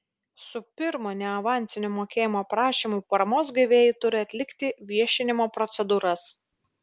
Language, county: Lithuanian, Vilnius